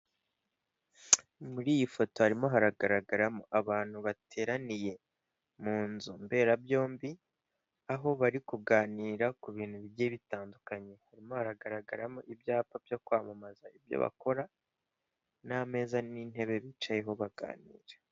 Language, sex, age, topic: Kinyarwanda, male, 18-24, government